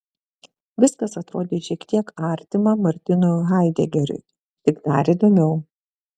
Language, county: Lithuanian, Šiauliai